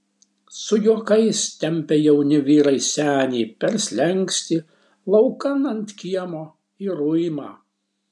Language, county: Lithuanian, Šiauliai